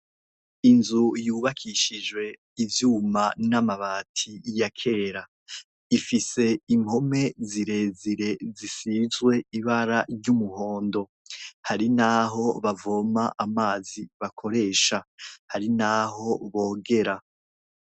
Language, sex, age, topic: Rundi, male, 25-35, education